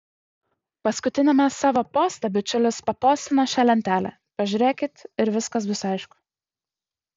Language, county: Lithuanian, Utena